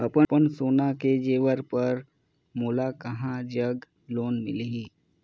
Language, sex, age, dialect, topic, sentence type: Chhattisgarhi, male, 25-30, Northern/Bhandar, banking, statement